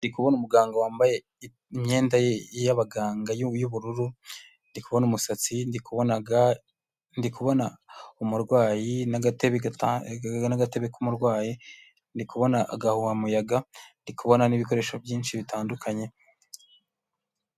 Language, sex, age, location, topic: Kinyarwanda, male, 25-35, Huye, health